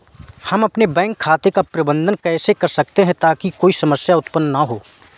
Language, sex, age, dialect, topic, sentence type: Hindi, male, 18-24, Awadhi Bundeli, banking, question